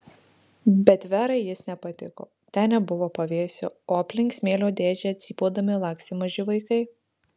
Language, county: Lithuanian, Marijampolė